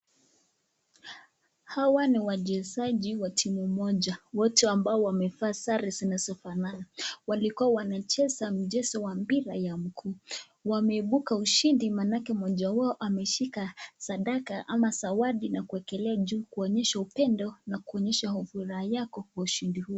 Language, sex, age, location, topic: Swahili, female, 18-24, Nakuru, government